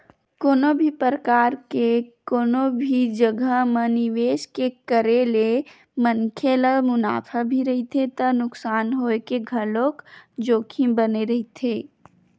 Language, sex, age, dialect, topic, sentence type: Chhattisgarhi, female, 31-35, Western/Budati/Khatahi, banking, statement